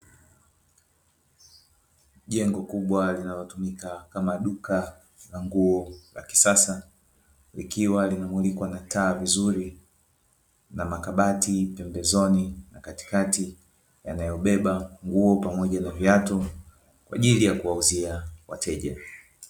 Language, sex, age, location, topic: Swahili, male, 25-35, Dar es Salaam, finance